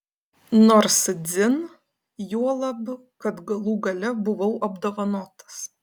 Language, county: Lithuanian, Panevėžys